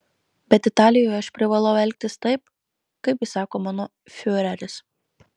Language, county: Lithuanian, Marijampolė